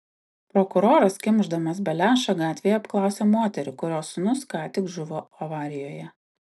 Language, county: Lithuanian, Utena